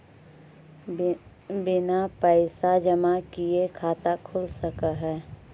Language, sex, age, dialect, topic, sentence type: Magahi, male, 31-35, Central/Standard, banking, question